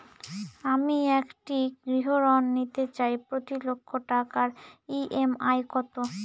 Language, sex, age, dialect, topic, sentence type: Bengali, female, 18-24, Northern/Varendri, banking, question